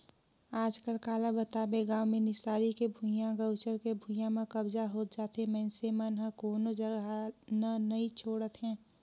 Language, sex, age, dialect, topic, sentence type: Chhattisgarhi, female, 18-24, Northern/Bhandar, agriculture, statement